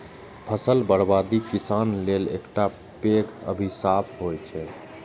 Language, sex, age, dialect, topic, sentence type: Maithili, male, 25-30, Eastern / Thethi, agriculture, statement